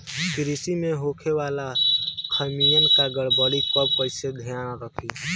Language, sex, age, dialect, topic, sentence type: Bhojpuri, male, 18-24, Southern / Standard, agriculture, question